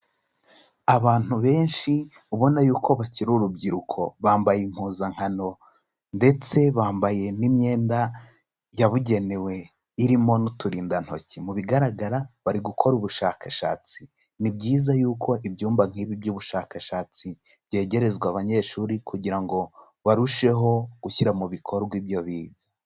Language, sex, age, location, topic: Kinyarwanda, male, 25-35, Kigali, education